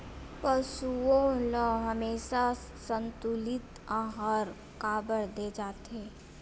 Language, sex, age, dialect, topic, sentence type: Chhattisgarhi, female, 25-30, Western/Budati/Khatahi, agriculture, question